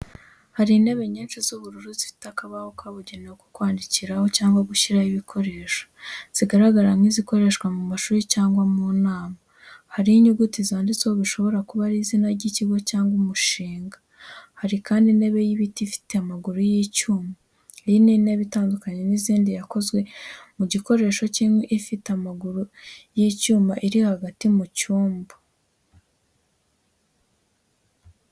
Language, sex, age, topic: Kinyarwanda, female, 18-24, education